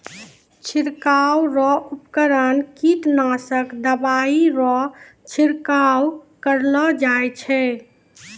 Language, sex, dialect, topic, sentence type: Maithili, female, Angika, agriculture, statement